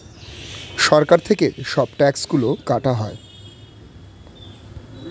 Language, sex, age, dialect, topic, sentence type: Bengali, male, 18-24, Northern/Varendri, banking, statement